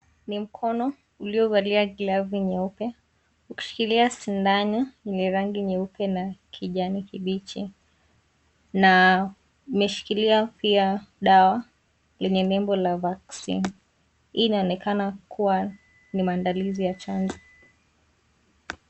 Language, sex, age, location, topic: Swahili, female, 18-24, Kisii, health